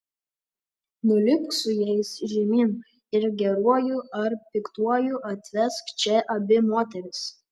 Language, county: Lithuanian, Panevėžys